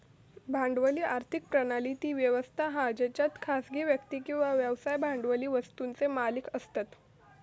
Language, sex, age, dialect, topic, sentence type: Marathi, female, 18-24, Southern Konkan, banking, statement